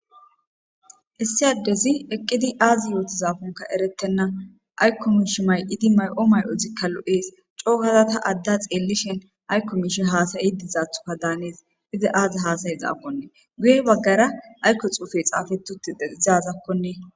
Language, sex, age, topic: Gamo, female, 25-35, government